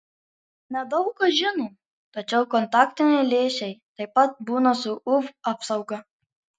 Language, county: Lithuanian, Marijampolė